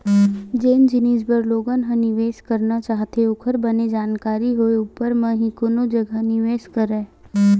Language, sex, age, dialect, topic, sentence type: Chhattisgarhi, female, 18-24, Western/Budati/Khatahi, banking, statement